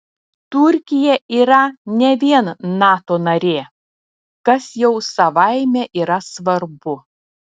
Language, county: Lithuanian, Telšiai